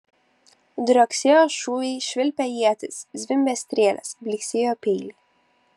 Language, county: Lithuanian, Kaunas